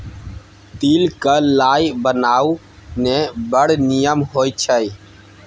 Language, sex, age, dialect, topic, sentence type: Maithili, male, 31-35, Bajjika, agriculture, statement